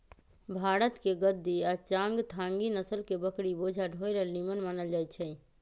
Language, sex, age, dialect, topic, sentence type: Magahi, female, 25-30, Western, agriculture, statement